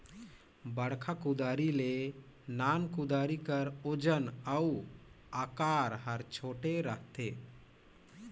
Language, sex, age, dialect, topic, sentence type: Chhattisgarhi, male, 18-24, Northern/Bhandar, agriculture, statement